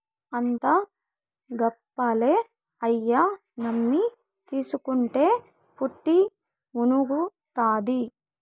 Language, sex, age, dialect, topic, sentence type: Telugu, female, 18-24, Southern, agriculture, statement